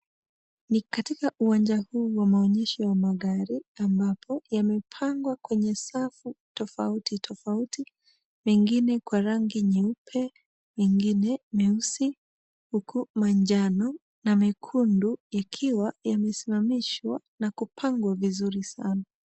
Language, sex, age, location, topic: Swahili, female, 25-35, Nairobi, finance